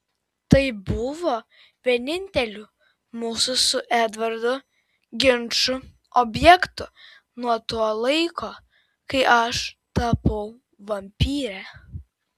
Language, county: Lithuanian, Vilnius